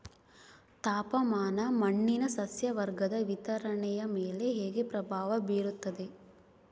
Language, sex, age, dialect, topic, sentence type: Kannada, female, 18-24, Central, agriculture, question